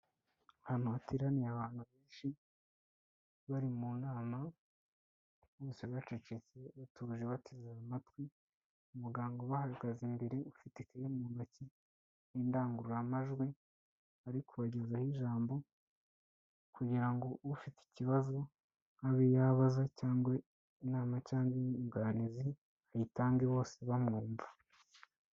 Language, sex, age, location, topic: Kinyarwanda, female, 18-24, Kigali, health